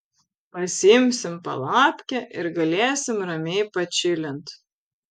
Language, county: Lithuanian, Vilnius